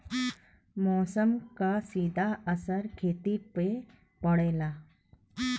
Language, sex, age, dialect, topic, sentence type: Bhojpuri, female, 36-40, Western, agriculture, statement